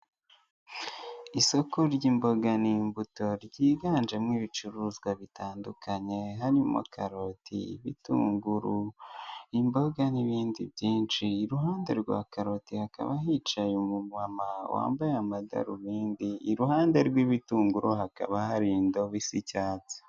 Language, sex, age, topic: Kinyarwanda, male, 18-24, finance